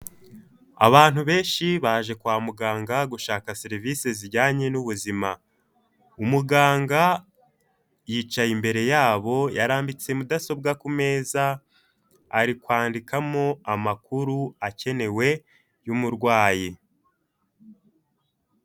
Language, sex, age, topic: Kinyarwanda, male, 18-24, health